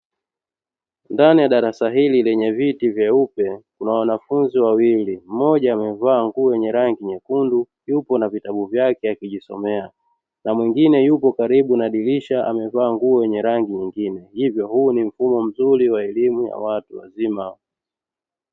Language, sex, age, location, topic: Swahili, male, 25-35, Dar es Salaam, education